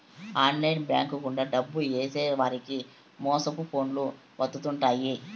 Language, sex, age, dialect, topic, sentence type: Telugu, male, 56-60, Southern, banking, statement